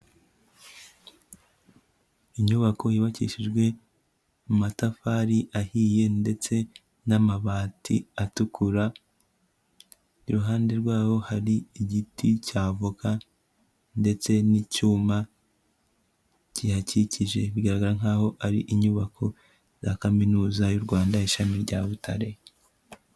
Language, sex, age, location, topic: Kinyarwanda, male, 18-24, Kigali, education